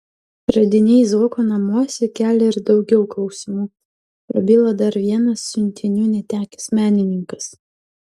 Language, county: Lithuanian, Utena